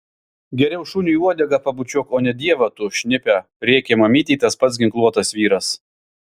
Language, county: Lithuanian, Vilnius